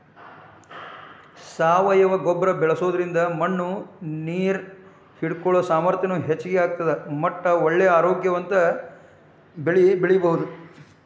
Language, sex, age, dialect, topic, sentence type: Kannada, male, 56-60, Dharwad Kannada, agriculture, statement